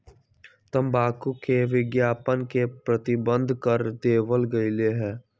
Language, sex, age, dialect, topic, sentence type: Magahi, male, 18-24, Western, agriculture, statement